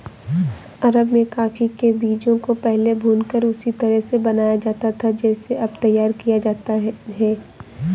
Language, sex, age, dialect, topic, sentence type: Hindi, female, 18-24, Awadhi Bundeli, agriculture, statement